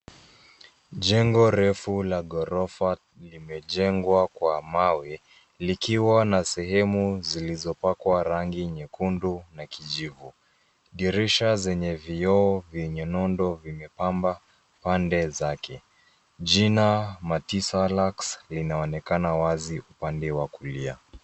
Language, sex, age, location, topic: Swahili, male, 25-35, Nairobi, finance